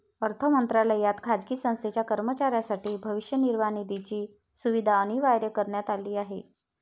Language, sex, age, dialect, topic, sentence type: Marathi, female, 36-40, Varhadi, banking, statement